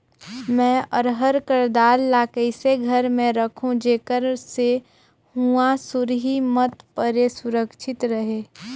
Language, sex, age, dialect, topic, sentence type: Chhattisgarhi, female, 18-24, Northern/Bhandar, agriculture, question